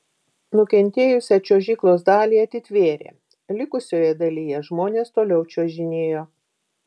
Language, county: Lithuanian, Vilnius